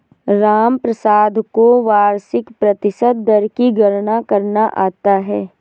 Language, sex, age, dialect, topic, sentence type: Hindi, female, 18-24, Awadhi Bundeli, banking, statement